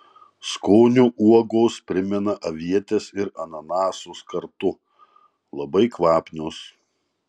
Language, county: Lithuanian, Marijampolė